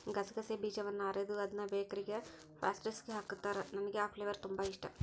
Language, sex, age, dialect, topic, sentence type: Kannada, female, 56-60, Central, agriculture, statement